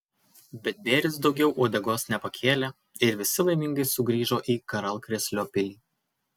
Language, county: Lithuanian, Kaunas